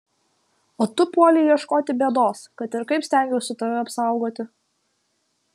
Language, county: Lithuanian, Kaunas